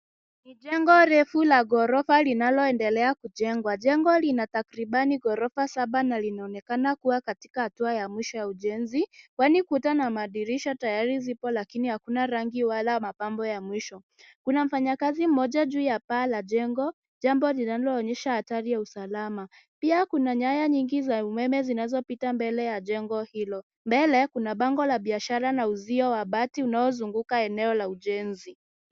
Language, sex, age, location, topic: Swahili, female, 18-24, Nairobi, finance